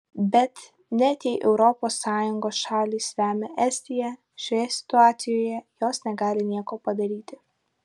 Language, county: Lithuanian, Vilnius